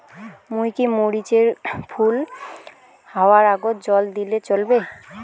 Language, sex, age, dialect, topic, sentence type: Bengali, female, 18-24, Rajbangshi, agriculture, question